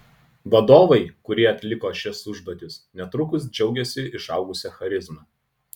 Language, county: Lithuanian, Utena